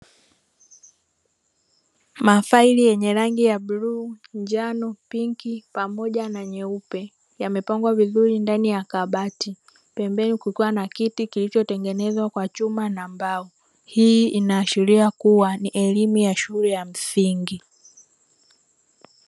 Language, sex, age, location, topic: Swahili, female, 25-35, Dar es Salaam, education